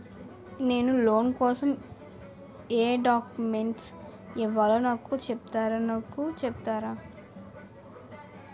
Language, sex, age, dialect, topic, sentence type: Telugu, male, 18-24, Utterandhra, banking, question